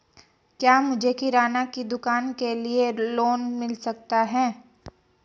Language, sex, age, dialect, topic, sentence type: Hindi, female, 25-30, Marwari Dhudhari, banking, question